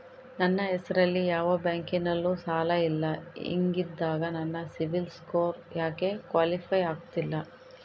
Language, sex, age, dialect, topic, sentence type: Kannada, female, 56-60, Central, banking, question